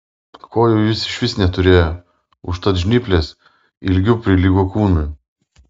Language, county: Lithuanian, Vilnius